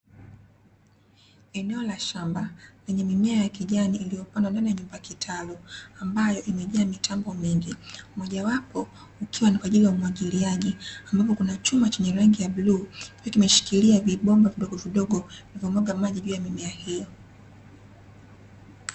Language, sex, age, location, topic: Swahili, female, 25-35, Dar es Salaam, agriculture